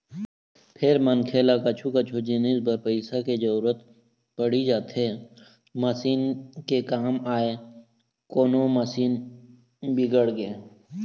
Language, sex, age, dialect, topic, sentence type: Chhattisgarhi, male, 31-35, Eastern, banking, statement